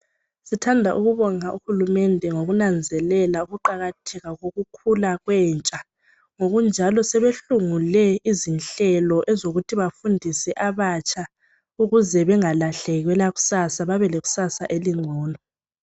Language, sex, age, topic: North Ndebele, female, 18-24, education